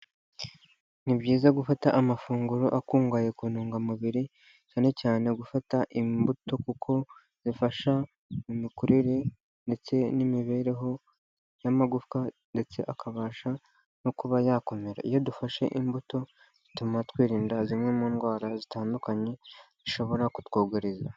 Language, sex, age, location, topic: Kinyarwanda, male, 25-35, Huye, health